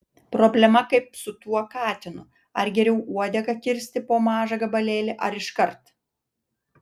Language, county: Lithuanian, Vilnius